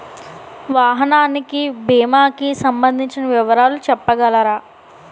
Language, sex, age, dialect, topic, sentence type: Telugu, female, 18-24, Utterandhra, banking, question